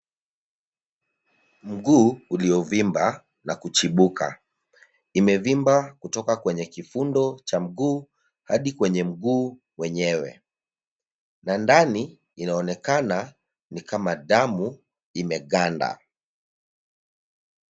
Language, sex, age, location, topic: Swahili, male, 25-35, Nairobi, health